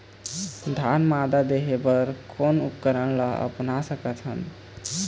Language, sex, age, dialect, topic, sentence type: Chhattisgarhi, male, 18-24, Eastern, agriculture, question